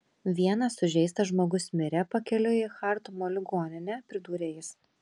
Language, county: Lithuanian, Kaunas